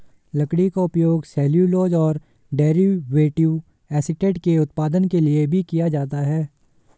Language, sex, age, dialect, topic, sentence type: Hindi, male, 18-24, Hindustani Malvi Khadi Boli, agriculture, statement